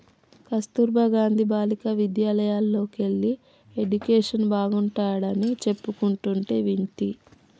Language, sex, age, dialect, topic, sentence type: Telugu, female, 31-35, Telangana, banking, statement